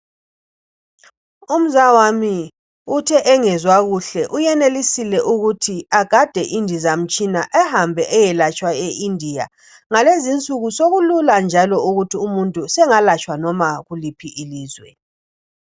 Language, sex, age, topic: North Ndebele, female, 36-49, health